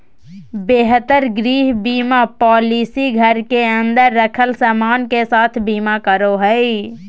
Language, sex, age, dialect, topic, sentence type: Magahi, female, 18-24, Southern, banking, statement